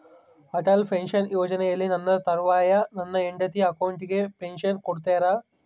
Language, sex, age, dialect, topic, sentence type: Kannada, male, 18-24, Central, banking, question